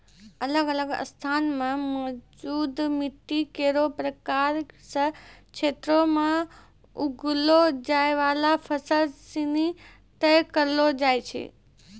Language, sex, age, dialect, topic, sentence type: Maithili, female, 18-24, Angika, agriculture, statement